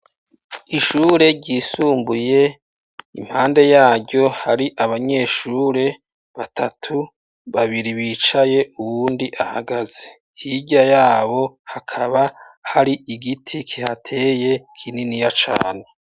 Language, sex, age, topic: Rundi, male, 36-49, education